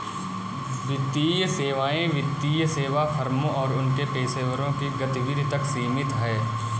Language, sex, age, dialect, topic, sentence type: Hindi, male, 18-24, Kanauji Braj Bhasha, banking, statement